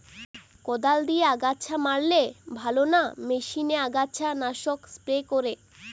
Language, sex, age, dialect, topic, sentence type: Bengali, female, 18-24, Western, agriculture, question